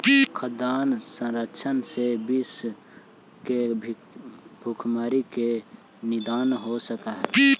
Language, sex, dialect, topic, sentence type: Magahi, male, Central/Standard, banking, statement